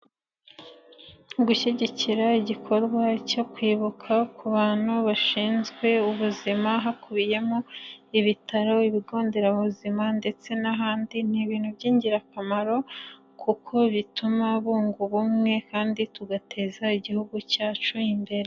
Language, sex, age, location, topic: Kinyarwanda, female, 25-35, Nyagatare, health